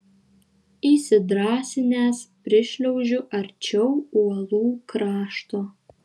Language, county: Lithuanian, Šiauliai